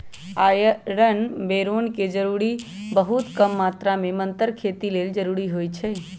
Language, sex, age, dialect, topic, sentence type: Magahi, male, 25-30, Western, agriculture, statement